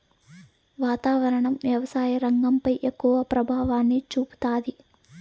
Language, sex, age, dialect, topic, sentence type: Telugu, female, 18-24, Southern, agriculture, statement